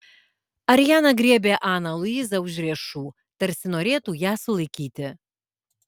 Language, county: Lithuanian, Alytus